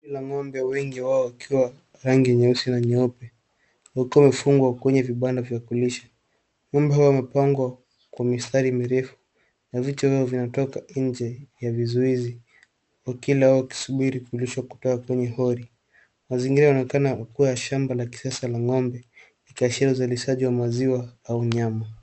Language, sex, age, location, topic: Swahili, male, 18-24, Nairobi, agriculture